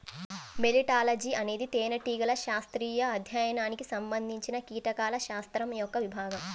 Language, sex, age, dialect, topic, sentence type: Telugu, female, 18-24, Central/Coastal, agriculture, statement